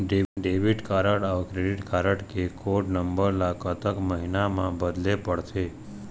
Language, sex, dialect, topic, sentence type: Chhattisgarhi, male, Eastern, banking, question